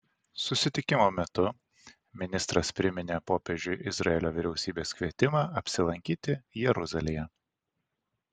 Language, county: Lithuanian, Vilnius